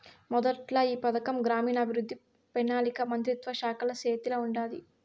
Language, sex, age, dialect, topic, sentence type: Telugu, female, 60-100, Southern, banking, statement